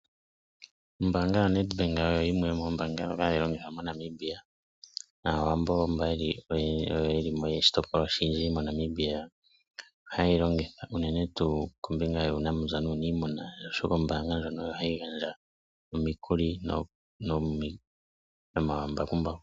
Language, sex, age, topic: Oshiwambo, male, 25-35, finance